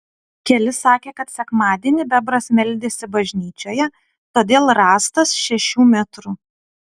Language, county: Lithuanian, Utena